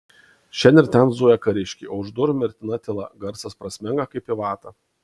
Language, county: Lithuanian, Kaunas